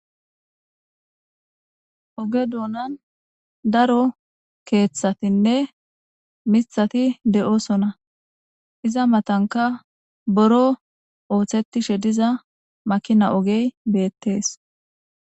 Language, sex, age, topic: Gamo, female, 18-24, government